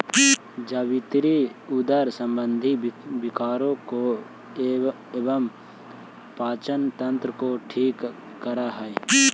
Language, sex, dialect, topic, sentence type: Magahi, male, Central/Standard, agriculture, statement